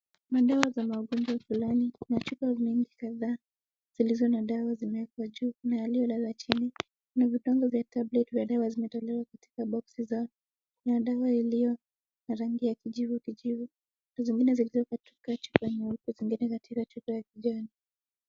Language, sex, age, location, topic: Swahili, female, 18-24, Wajir, health